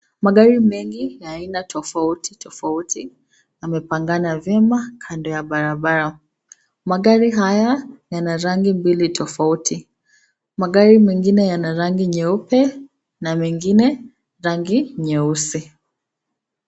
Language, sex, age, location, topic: Swahili, female, 25-35, Nakuru, finance